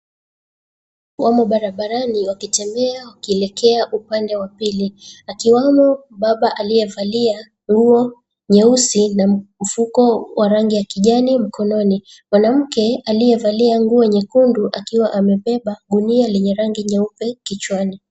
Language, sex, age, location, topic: Swahili, female, 25-35, Mombasa, government